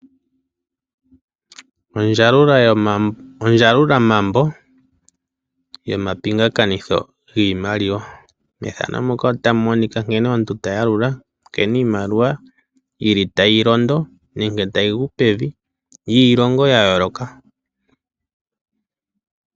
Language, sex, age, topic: Oshiwambo, male, 36-49, finance